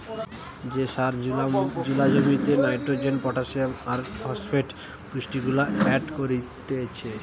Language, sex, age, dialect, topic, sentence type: Bengali, male, 18-24, Western, agriculture, statement